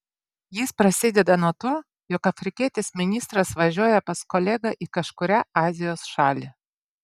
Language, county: Lithuanian, Vilnius